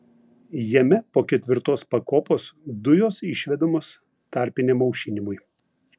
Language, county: Lithuanian, Vilnius